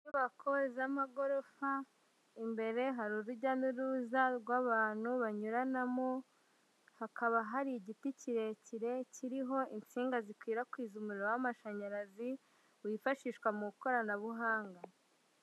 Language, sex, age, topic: Kinyarwanda, female, 50+, government